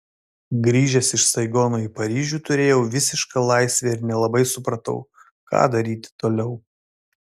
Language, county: Lithuanian, Vilnius